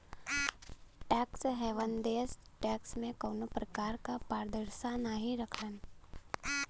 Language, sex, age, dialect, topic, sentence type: Bhojpuri, female, 18-24, Western, banking, statement